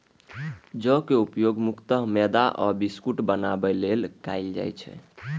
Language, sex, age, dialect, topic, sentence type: Maithili, male, 18-24, Eastern / Thethi, agriculture, statement